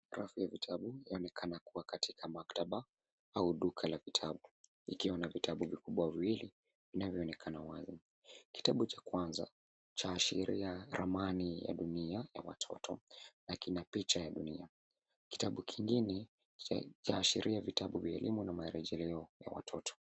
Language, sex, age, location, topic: Swahili, male, 18-24, Nairobi, education